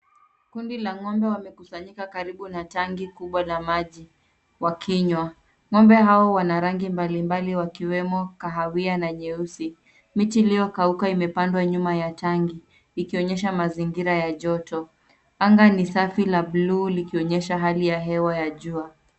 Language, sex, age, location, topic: Swahili, female, 18-24, Nairobi, government